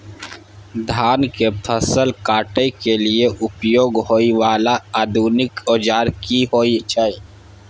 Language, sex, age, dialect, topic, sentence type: Maithili, male, 31-35, Bajjika, agriculture, question